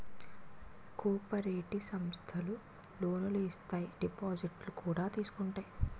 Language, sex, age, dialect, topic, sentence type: Telugu, female, 46-50, Utterandhra, banking, statement